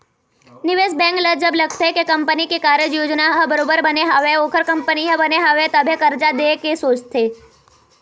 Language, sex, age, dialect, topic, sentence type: Chhattisgarhi, female, 18-24, Eastern, banking, statement